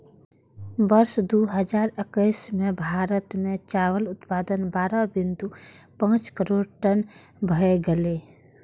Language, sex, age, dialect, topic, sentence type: Maithili, female, 41-45, Eastern / Thethi, agriculture, statement